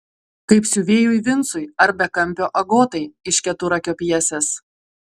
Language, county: Lithuanian, Klaipėda